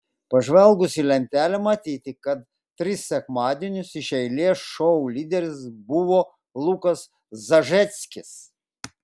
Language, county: Lithuanian, Klaipėda